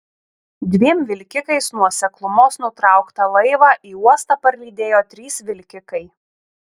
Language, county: Lithuanian, Šiauliai